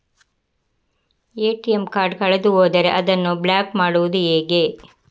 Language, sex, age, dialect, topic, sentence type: Kannada, female, 25-30, Coastal/Dakshin, banking, question